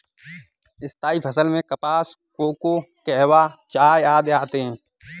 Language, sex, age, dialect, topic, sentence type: Hindi, male, 18-24, Kanauji Braj Bhasha, agriculture, statement